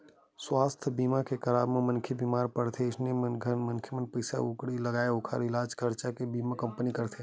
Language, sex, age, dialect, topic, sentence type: Chhattisgarhi, male, 18-24, Western/Budati/Khatahi, banking, statement